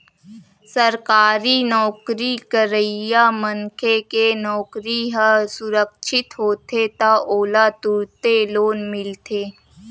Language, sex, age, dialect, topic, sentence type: Chhattisgarhi, female, 18-24, Western/Budati/Khatahi, banking, statement